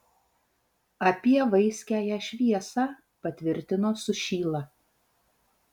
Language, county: Lithuanian, Vilnius